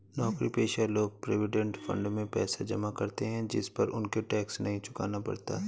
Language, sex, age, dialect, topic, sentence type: Hindi, male, 31-35, Awadhi Bundeli, banking, statement